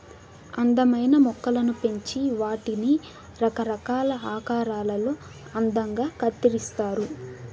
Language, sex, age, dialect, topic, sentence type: Telugu, female, 18-24, Southern, agriculture, statement